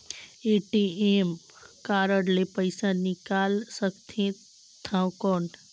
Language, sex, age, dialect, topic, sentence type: Chhattisgarhi, female, 18-24, Northern/Bhandar, banking, question